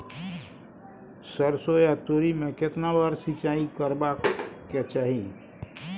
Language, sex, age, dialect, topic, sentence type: Maithili, male, 60-100, Bajjika, agriculture, question